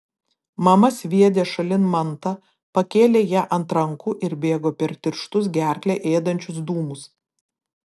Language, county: Lithuanian, Vilnius